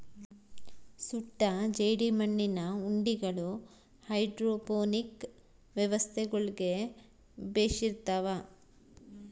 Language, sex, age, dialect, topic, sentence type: Kannada, female, 36-40, Central, agriculture, statement